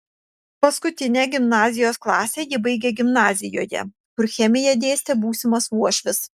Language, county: Lithuanian, Panevėžys